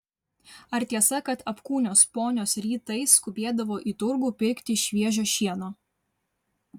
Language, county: Lithuanian, Vilnius